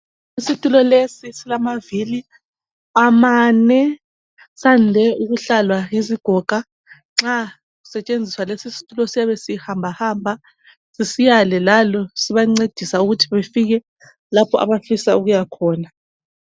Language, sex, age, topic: North Ndebele, male, 25-35, health